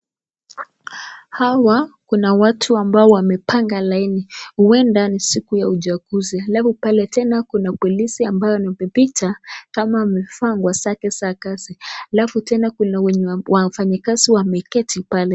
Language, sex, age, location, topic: Swahili, female, 25-35, Nakuru, government